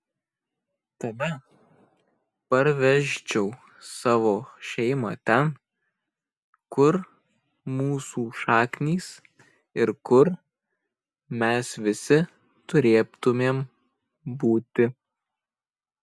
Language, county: Lithuanian, Kaunas